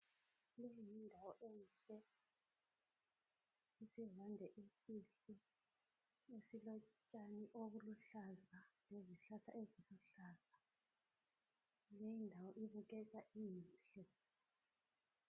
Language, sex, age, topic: North Ndebele, female, 36-49, health